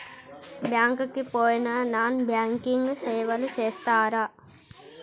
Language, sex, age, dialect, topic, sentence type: Telugu, male, 51-55, Telangana, banking, question